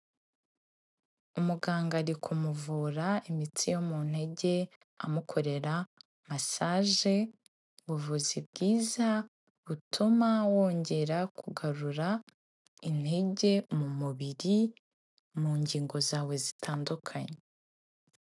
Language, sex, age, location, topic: Kinyarwanda, female, 18-24, Kigali, health